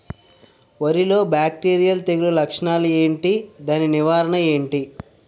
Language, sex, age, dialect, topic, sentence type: Telugu, male, 46-50, Utterandhra, agriculture, question